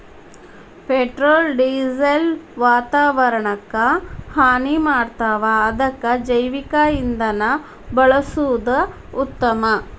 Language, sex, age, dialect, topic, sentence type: Kannada, female, 36-40, Dharwad Kannada, agriculture, statement